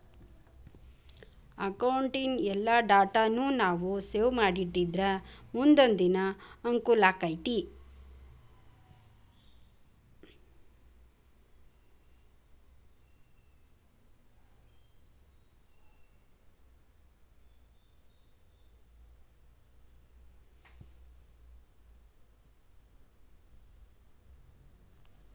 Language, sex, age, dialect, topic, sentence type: Kannada, female, 56-60, Dharwad Kannada, banking, statement